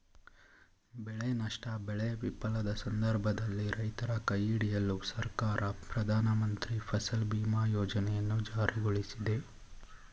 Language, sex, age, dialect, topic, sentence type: Kannada, male, 25-30, Mysore Kannada, agriculture, statement